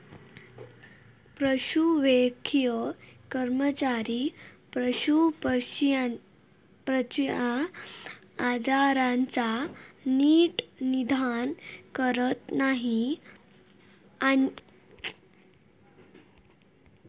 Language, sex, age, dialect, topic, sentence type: Marathi, female, 18-24, Southern Konkan, agriculture, statement